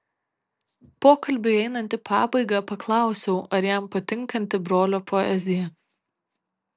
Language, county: Lithuanian, Kaunas